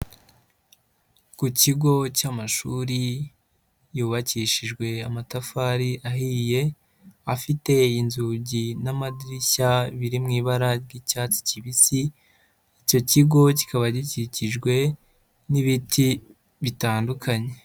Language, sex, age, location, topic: Kinyarwanda, male, 25-35, Huye, education